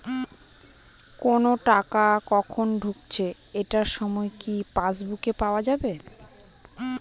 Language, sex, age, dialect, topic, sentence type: Bengali, female, 18-24, Northern/Varendri, banking, question